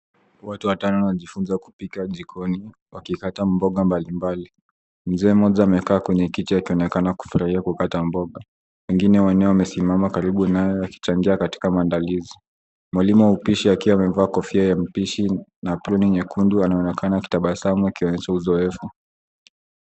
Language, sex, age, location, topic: Swahili, male, 18-24, Nairobi, education